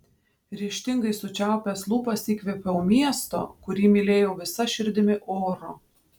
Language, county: Lithuanian, Panevėžys